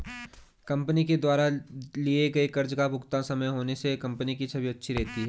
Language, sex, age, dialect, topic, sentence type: Hindi, male, 25-30, Garhwali, banking, statement